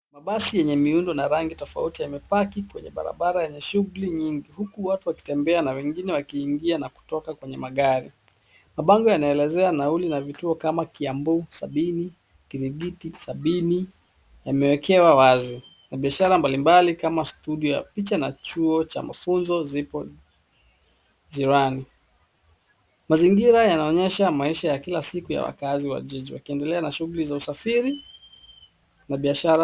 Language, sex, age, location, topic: Swahili, male, 36-49, Nairobi, government